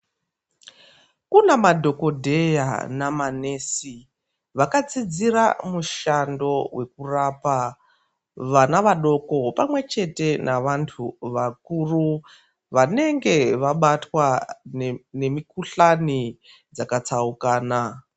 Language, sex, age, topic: Ndau, female, 36-49, health